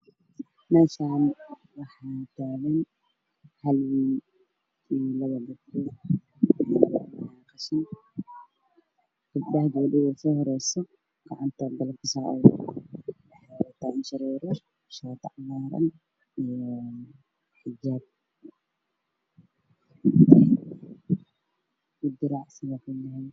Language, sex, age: Somali, male, 18-24